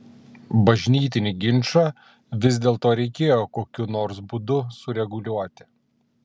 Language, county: Lithuanian, Klaipėda